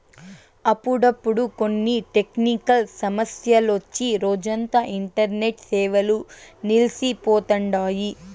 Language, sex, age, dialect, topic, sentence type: Telugu, female, 18-24, Southern, banking, statement